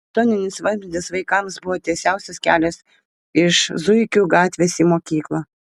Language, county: Lithuanian, Vilnius